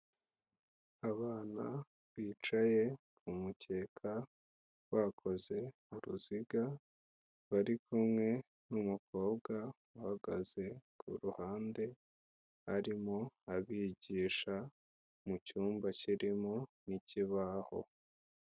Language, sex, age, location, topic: Kinyarwanda, female, 25-35, Kigali, education